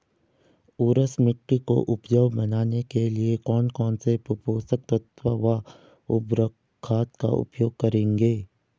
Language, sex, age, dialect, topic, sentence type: Hindi, female, 18-24, Garhwali, agriculture, question